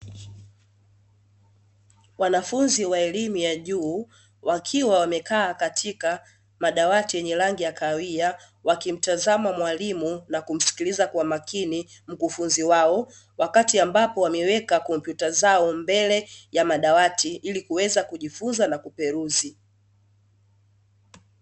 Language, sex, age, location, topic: Swahili, female, 18-24, Dar es Salaam, education